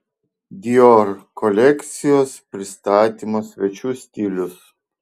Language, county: Lithuanian, Vilnius